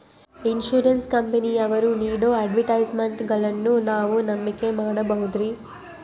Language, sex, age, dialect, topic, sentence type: Kannada, female, 25-30, Central, banking, question